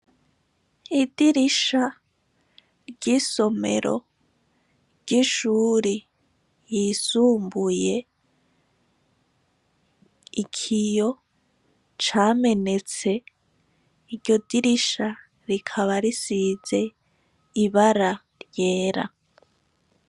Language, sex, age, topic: Rundi, female, 25-35, education